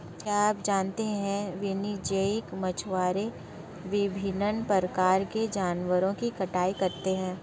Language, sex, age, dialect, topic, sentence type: Hindi, male, 25-30, Marwari Dhudhari, agriculture, statement